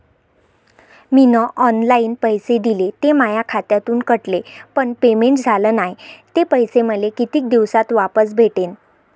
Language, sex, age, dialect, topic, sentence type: Marathi, female, 25-30, Varhadi, banking, question